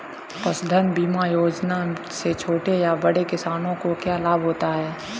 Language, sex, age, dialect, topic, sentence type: Hindi, male, 18-24, Kanauji Braj Bhasha, agriculture, question